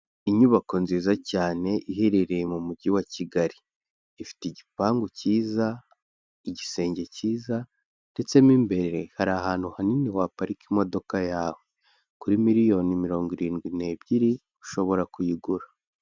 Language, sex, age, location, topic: Kinyarwanda, male, 18-24, Kigali, finance